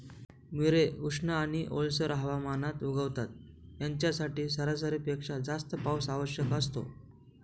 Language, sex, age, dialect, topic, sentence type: Marathi, male, 25-30, Northern Konkan, agriculture, statement